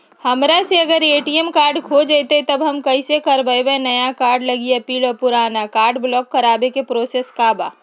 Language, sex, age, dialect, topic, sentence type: Magahi, female, 60-100, Western, banking, question